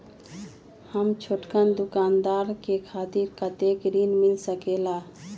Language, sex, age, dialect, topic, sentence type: Magahi, female, 36-40, Western, banking, question